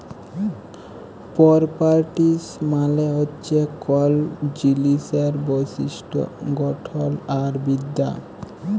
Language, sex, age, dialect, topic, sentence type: Bengali, male, 18-24, Jharkhandi, agriculture, statement